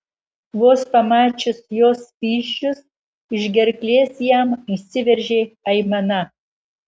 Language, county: Lithuanian, Marijampolė